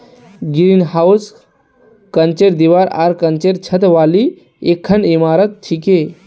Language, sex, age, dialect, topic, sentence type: Magahi, male, 18-24, Northeastern/Surjapuri, agriculture, statement